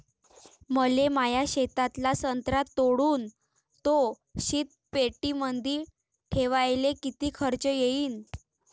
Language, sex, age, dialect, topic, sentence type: Marathi, female, 18-24, Varhadi, agriculture, question